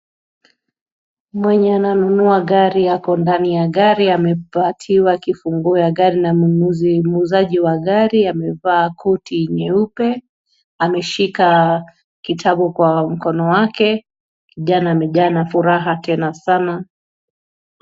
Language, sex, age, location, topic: Swahili, female, 36-49, Nairobi, finance